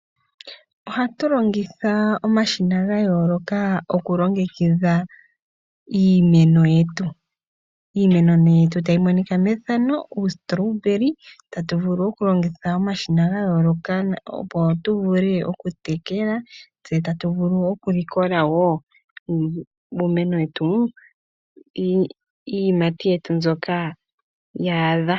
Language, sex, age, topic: Oshiwambo, female, 18-24, agriculture